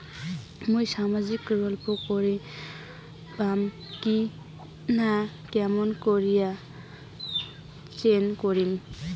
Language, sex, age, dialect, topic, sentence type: Bengali, female, 18-24, Rajbangshi, banking, question